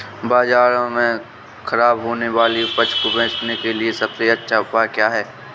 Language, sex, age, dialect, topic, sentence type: Hindi, male, 18-24, Awadhi Bundeli, agriculture, statement